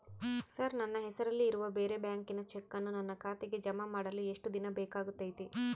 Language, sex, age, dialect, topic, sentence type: Kannada, female, 31-35, Central, banking, question